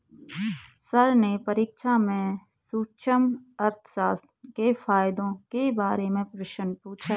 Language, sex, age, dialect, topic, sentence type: Hindi, male, 25-30, Hindustani Malvi Khadi Boli, banking, statement